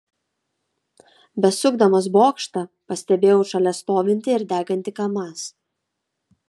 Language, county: Lithuanian, Kaunas